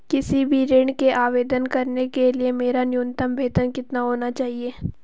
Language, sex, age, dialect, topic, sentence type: Hindi, female, 18-24, Marwari Dhudhari, banking, question